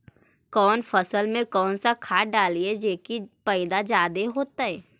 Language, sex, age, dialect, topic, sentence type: Magahi, female, 25-30, Central/Standard, agriculture, question